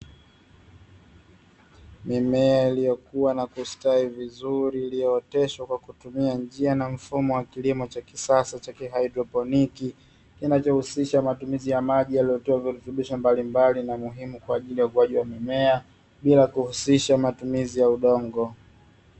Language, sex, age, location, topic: Swahili, male, 25-35, Dar es Salaam, agriculture